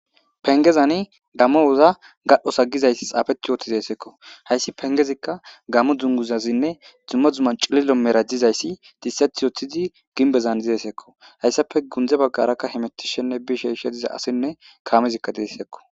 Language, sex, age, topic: Gamo, male, 25-35, government